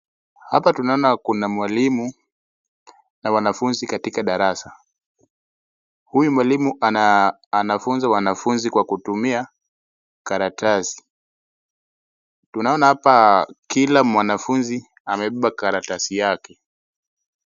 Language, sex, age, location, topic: Swahili, male, 18-24, Wajir, health